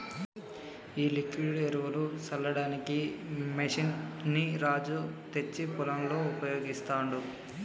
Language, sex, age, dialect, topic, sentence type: Telugu, male, 18-24, Telangana, agriculture, statement